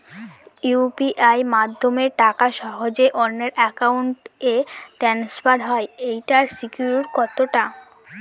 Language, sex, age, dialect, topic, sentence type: Bengali, female, <18, Northern/Varendri, banking, question